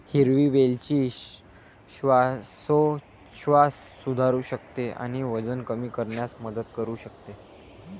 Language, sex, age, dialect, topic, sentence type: Marathi, male, 18-24, Varhadi, agriculture, statement